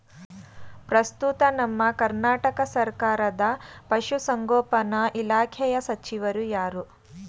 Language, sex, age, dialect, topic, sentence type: Kannada, female, 31-35, Mysore Kannada, agriculture, question